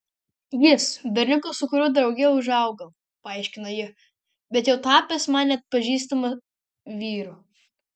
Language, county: Lithuanian, Marijampolė